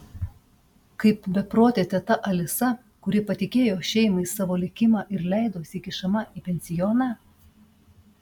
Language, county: Lithuanian, Panevėžys